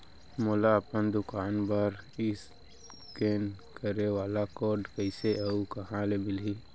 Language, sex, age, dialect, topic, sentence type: Chhattisgarhi, male, 18-24, Central, banking, question